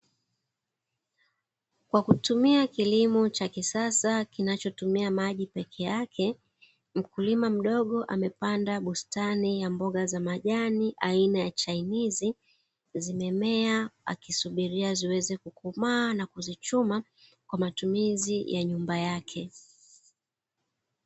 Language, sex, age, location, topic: Swahili, female, 36-49, Dar es Salaam, agriculture